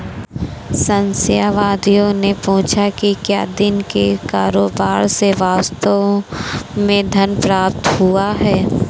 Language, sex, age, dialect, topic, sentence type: Hindi, female, 18-24, Awadhi Bundeli, banking, statement